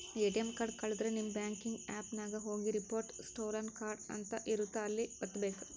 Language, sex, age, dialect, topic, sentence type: Kannada, male, 60-100, Central, banking, statement